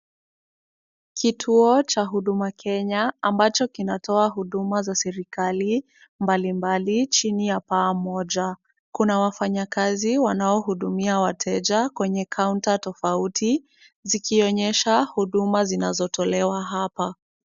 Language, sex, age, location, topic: Swahili, female, 36-49, Kisumu, government